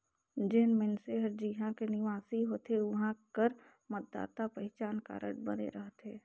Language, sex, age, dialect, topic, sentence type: Chhattisgarhi, female, 60-100, Northern/Bhandar, banking, statement